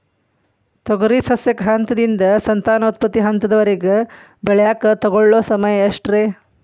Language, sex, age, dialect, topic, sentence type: Kannada, female, 41-45, Dharwad Kannada, agriculture, question